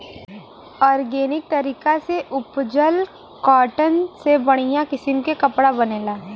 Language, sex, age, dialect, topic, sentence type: Bhojpuri, female, 18-24, Western, agriculture, statement